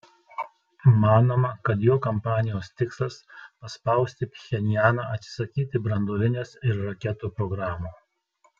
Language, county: Lithuanian, Telšiai